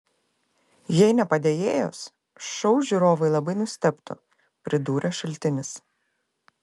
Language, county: Lithuanian, Klaipėda